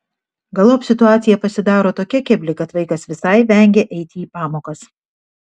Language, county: Lithuanian, Šiauliai